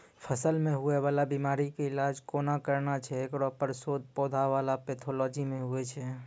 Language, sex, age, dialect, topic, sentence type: Maithili, male, 25-30, Angika, agriculture, statement